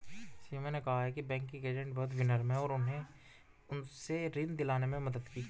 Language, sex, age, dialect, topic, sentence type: Hindi, male, 18-24, Hindustani Malvi Khadi Boli, banking, statement